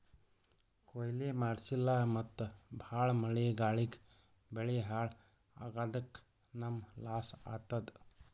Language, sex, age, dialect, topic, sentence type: Kannada, male, 31-35, Northeastern, agriculture, statement